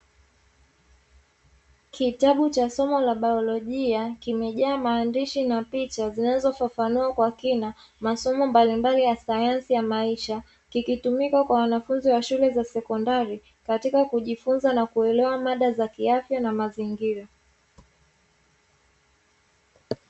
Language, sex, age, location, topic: Swahili, female, 25-35, Dar es Salaam, education